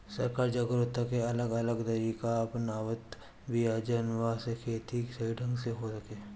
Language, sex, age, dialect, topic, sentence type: Bhojpuri, female, 18-24, Northern, agriculture, statement